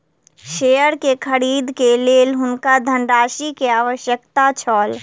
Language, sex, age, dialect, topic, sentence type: Maithili, female, 18-24, Southern/Standard, banking, statement